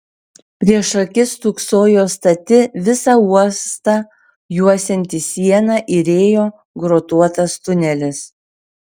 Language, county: Lithuanian, Šiauliai